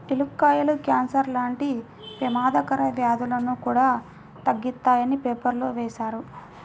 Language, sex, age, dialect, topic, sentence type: Telugu, female, 56-60, Central/Coastal, agriculture, statement